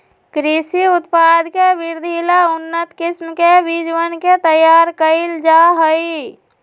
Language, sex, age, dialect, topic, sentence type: Magahi, female, 25-30, Western, agriculture, statement